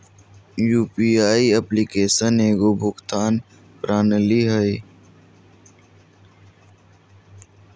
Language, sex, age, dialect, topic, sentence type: Magahi, male, 31-35, Southern, banking, statement